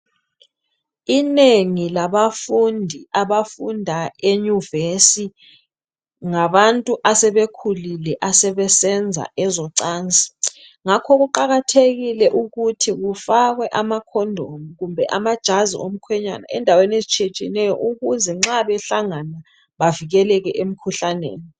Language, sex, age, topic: North Ndebele, female, 25-35, education